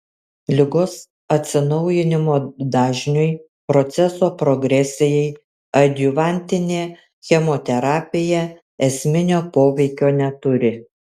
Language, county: Lithuanian, Kaunas